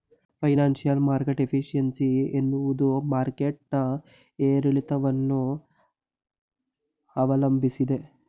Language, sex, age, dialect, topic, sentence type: Kannada, male, 18-24, Mysore Kannada, banking, statement